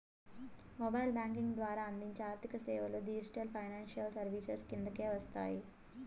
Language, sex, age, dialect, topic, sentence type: Telugu, female, 18-24, Southern, banking, statement